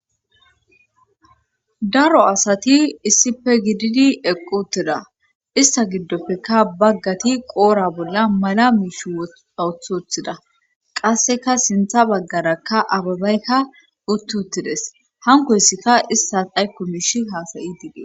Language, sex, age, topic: Gamo, female, 18-24, government